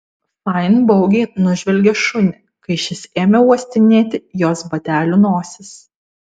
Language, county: Lithuanian, Vilnius